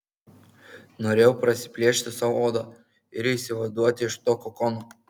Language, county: Lithuanian, Kaunas